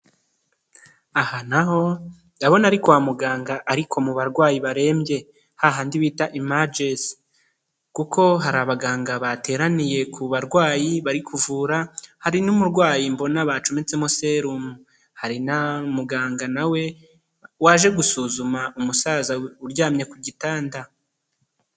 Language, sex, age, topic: Kinyarwanda, male, 25-35, health